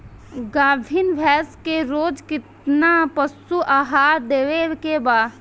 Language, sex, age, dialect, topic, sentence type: Bhojpuri, female, 18-24, Northern, agriculture, question